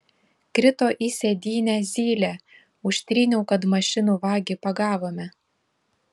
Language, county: Lithuanian, Šiauliai